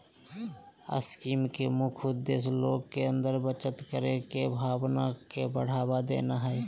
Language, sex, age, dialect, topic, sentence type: Magahi, male, 18-24, Southern, banking, statement